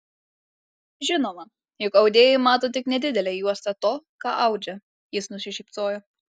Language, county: Lithuanian, Alytus